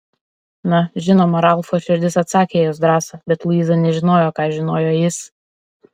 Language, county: Lithuanian, Alytus